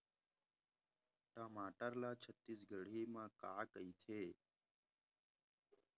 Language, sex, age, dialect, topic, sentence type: Chhattisgarhi, male, 18-24, Western/Budati/Khatahi, agriculture, question